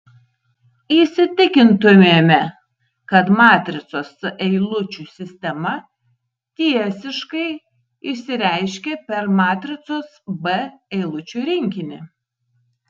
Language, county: Lithuanian, Tauragė